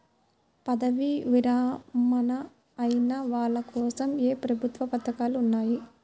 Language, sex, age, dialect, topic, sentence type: Telugu, male, 60-100, Central/Coastal, banking, question